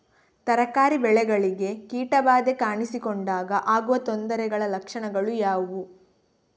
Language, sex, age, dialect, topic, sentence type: Kannada, female, 18-24, Coastal/Dakshin, agriculture, question